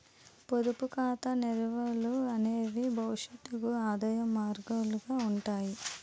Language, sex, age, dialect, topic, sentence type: Telugu, female, 18-24, Utterandhra, banking, statement